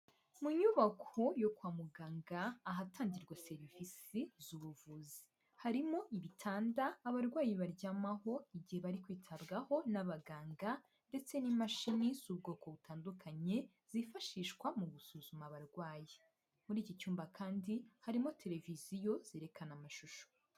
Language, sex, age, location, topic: Kinyarwanda, female, 18-24, Huye, health